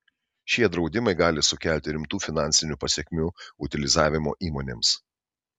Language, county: Lithuanian, Šiauliai